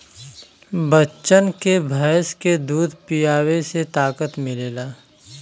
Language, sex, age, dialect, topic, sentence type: Bhojpuri, male, 31-35, Western, agriculture, statement